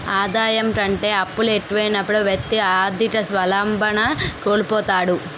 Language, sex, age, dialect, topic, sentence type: Telugu, female, 18-24, Utterandhra, banking, statement